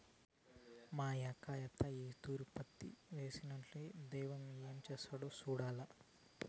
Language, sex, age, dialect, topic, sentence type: Telugu, male, 31-35, Southern, agriculture, statement